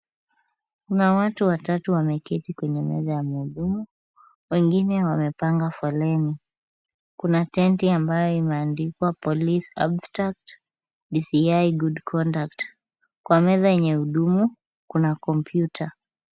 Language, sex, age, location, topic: Swahili, female, 25-35, Kisumu, government